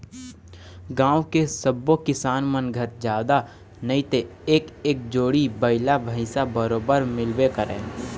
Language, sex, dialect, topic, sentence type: Chhattisgarhi, male, Eastern, agriculture, statement